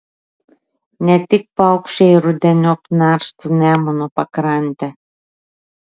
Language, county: Lithuanian, Klaipėda